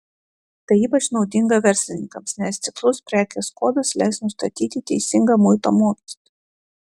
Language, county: Lithuanian, Klaipėda